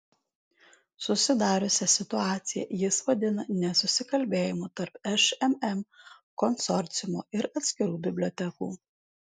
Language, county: Lithuanian, Alytus